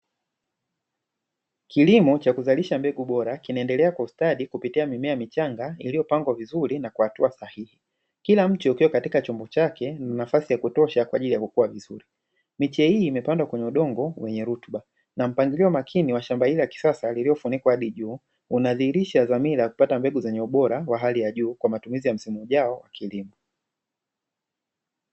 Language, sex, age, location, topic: Swahili, male, 25-35, Dar es Salaam, agriculture